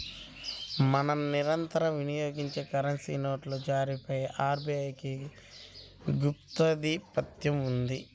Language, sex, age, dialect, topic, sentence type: Telugu, male, 25-30, Central/Coastal, banking, statement